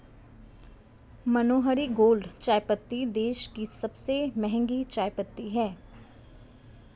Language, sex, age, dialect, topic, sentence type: Hindi, female, 25-30, Hindustani Malvi Khadi Boli, agriculture, statement